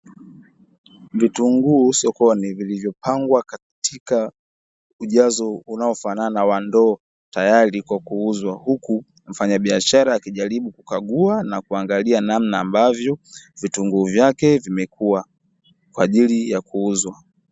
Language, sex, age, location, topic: Swahili, male, 18-24, Dar es Salaam, finance